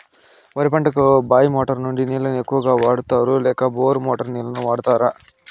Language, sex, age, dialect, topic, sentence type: Telugu, male, 60-100, Southern, agriculture, question